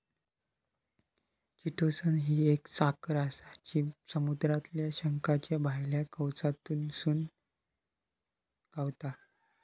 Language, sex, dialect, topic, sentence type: Marathi, male, Southern Konkan, agriculture, statement